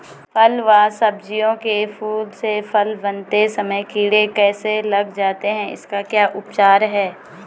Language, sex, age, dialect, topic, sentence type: Hindi, female, 31-35, Garhwali, agriculture, question